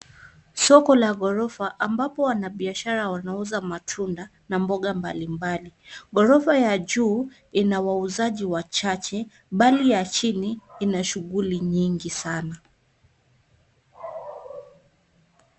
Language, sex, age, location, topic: Swahili, female, 18-24, Nairobi, finance